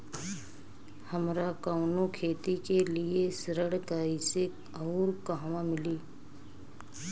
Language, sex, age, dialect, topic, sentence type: Bhojpuri, female, 25-30, Western, agriculture, question